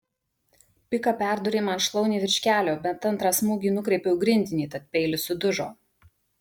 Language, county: Lithuanian, Kaunas